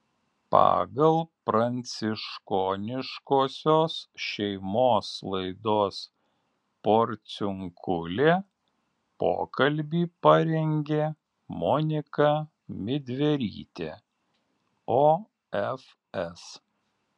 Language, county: Lithuanian, Alytus